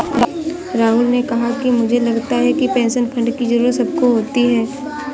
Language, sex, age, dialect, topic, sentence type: Hindi, female, 51-55, Awadhi Bundeli, banking, statement